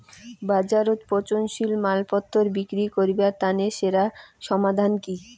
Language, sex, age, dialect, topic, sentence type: Bengali, female, 18-24, Rajbangshi, agriculture, statement